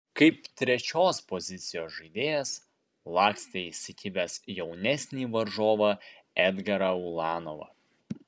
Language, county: Lithuanian, Vilnius